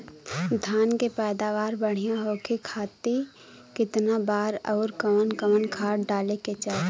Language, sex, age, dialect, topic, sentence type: Bhojpuri, female, 18-24, Western, agriculture, question